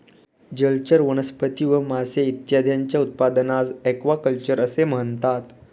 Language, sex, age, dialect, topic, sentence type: Marathi, male, 25-30, Standard Marathi, agriculture, statement